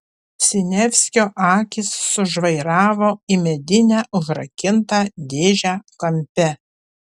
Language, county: Lithuanian, Panevėžys